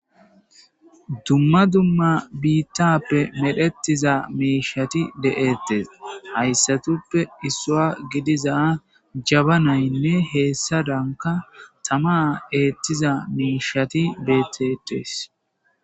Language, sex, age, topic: Gamo, male, 18-24, government